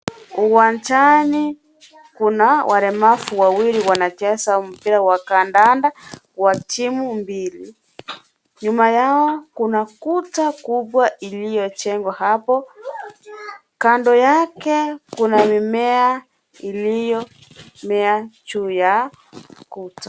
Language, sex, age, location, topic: Swahili, female, 25-35, Kisii, education